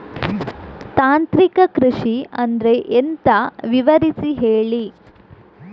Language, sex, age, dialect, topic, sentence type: Kannada, female, 46-50, Coastal/Dakshin, agriculture, question